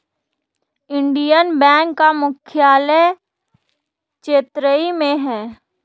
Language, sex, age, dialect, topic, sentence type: Hindi, female, 18-24, Marwari Dhudhari, banking, statement